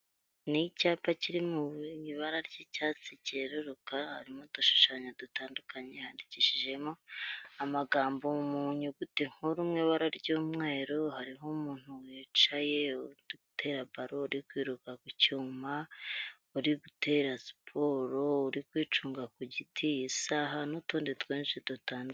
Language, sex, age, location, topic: Kinyarwanda, female, 25-35, Huye, health